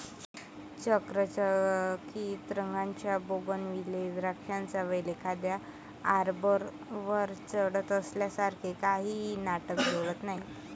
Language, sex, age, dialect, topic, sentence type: Marathi, male, 18-24, Varhadi, agriculture, statement